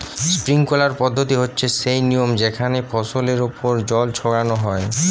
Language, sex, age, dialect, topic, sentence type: Bengali, male, 18-24, Western, agriculture, statement